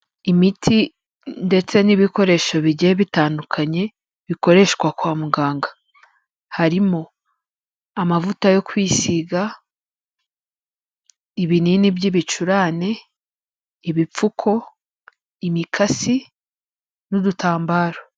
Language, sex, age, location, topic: Kinyarwanda, female, 25-35, Kigali, health